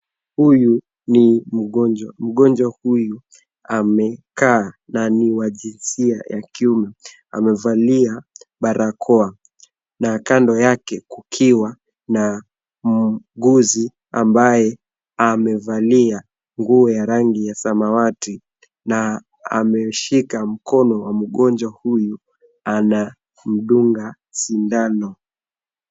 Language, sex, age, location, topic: Swahili, male, 18-24, Nairobi, health